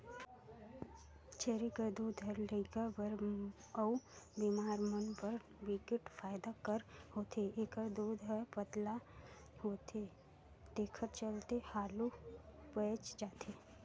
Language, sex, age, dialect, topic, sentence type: Chhattisgarhi, female, 56-60, Northern/Bhandar, agriculture, statement